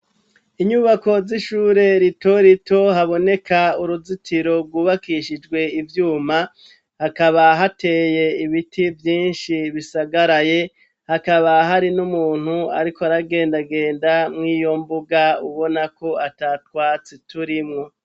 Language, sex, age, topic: Rundi, male, 36-49, education